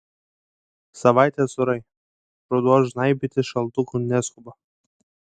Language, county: Lithuanian, Kaunas